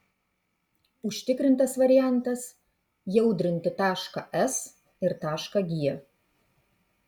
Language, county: Lithuanian, Kaunas